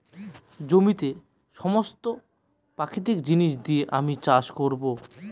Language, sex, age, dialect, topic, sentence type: Bengali, male, 25-30, Northern/Varendri, agriculture, statement